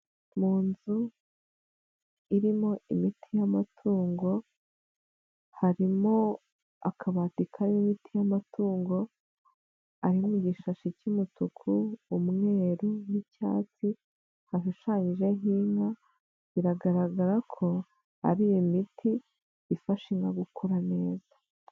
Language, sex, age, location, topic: Kinyarwanda, female, 25-35, Nyagatare, agriculture